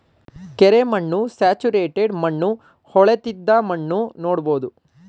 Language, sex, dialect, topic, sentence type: Kannada, male, Mysore Kannada, agriculture, statement